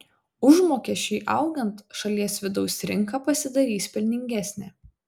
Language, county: Lithuanian, Vilnius